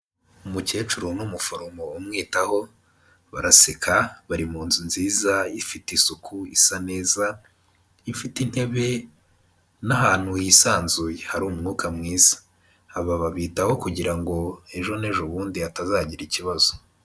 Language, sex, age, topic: Kinyarwanda, male, 18-24, health